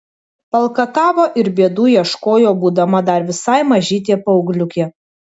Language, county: Lithuanian, Vilnius